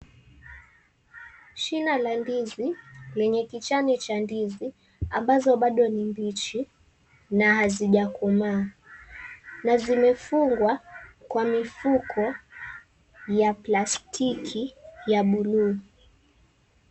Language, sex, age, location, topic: Swahili, male, 18-24, Mombasa, agriculture